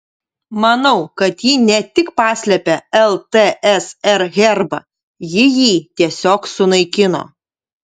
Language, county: Lithuanian, Utena